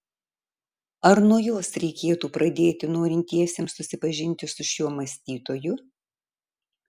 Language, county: Lithuanian, Marijampolė